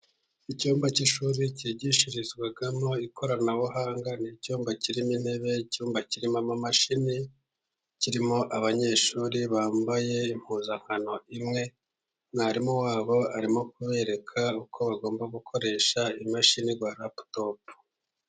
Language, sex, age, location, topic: Kinyarwanda, male, 50+, Musanze, education